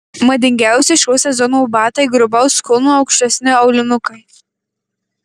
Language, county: Lithuanian, Marijampolė